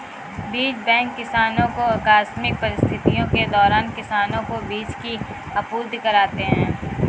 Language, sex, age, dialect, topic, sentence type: Hindi, female, 18-24, Kanauji Braj Bhasha, agriculture, statement